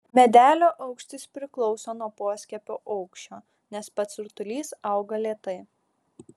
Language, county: Lithuanian, Šiauliai